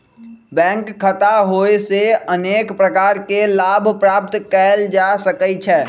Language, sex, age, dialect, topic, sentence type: Magahi, male, 18-24, Western, banking, statement